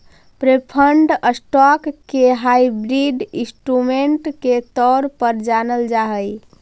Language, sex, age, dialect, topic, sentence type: Magahi, female, 46-50, Central/Standard, banking, statement